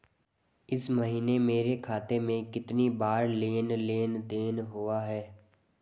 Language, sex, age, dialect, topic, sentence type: Hindi, male, 18-24, Garhwali, banking, question